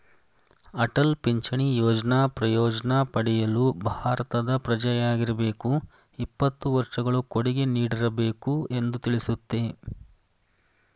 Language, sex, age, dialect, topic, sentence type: Kannada, male, 31-35, Mysore Kannada, banking, statement